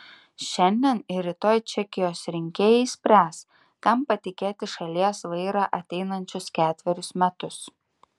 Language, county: Lithuanian, Klaipėda